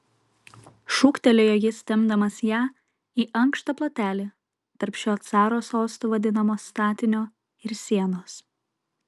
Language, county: Lithuanian, Kaunas